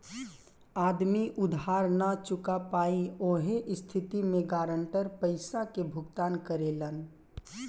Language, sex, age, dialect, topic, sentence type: Bhojpuri, male, 18-24, Southern / Standard, banking, statement